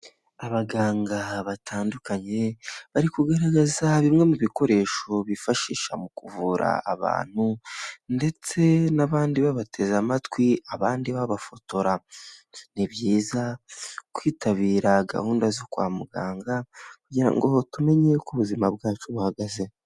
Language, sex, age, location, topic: Kinyarwanda, male, 18-24, Huye, health